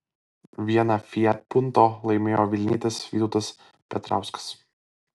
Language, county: Lithuanian, Alytus